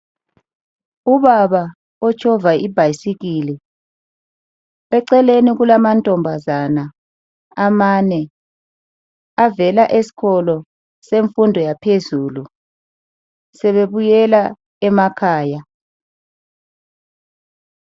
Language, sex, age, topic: North Ndebele, male, 50+, education